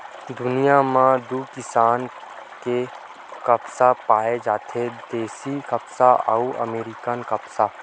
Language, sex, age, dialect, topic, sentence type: Chhattisgarhi, male, 18-24, Western/Budati/Khatahi, agriculture, statement